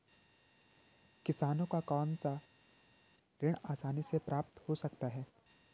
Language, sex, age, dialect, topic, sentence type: Hindi, male, 18-24, Garhwali, banking, question